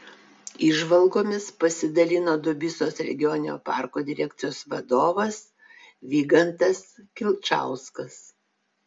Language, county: Lithuanian, Vilnius